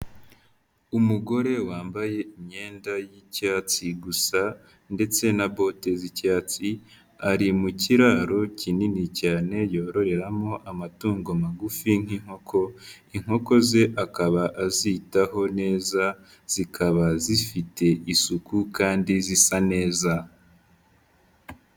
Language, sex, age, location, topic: Kinyarwanda, female, 50+, Nyagatare, finance